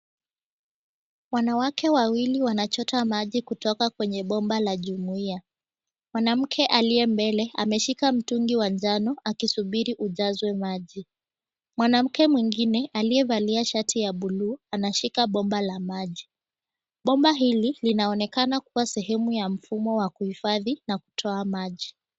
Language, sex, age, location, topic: Swahili, female, 18-24, Mombasa, health